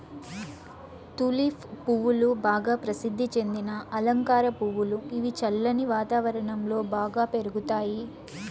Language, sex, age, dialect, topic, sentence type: Telugu, female, 25-30, Southern, agriculture, statement